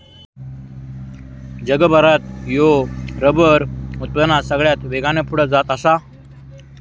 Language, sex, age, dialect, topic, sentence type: Marathi, male, 18-24, Southern Konkan, agriculture, statement